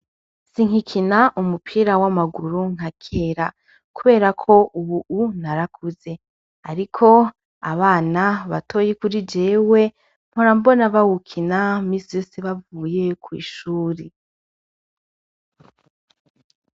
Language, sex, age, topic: Rundi, female, 25-35, education